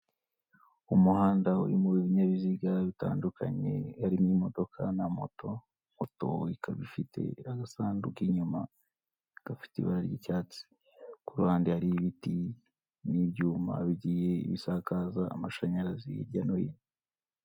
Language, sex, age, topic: Kinyarwanda, male, 25-35, government